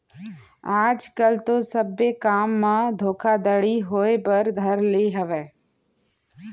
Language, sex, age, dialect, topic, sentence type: Chhattisgarhi, female, 36-40, Central, banking, statement